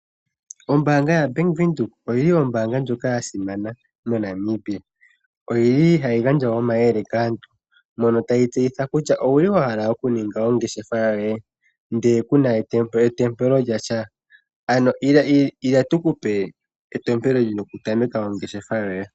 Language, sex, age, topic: Oshiwambo, female, 25-35, finance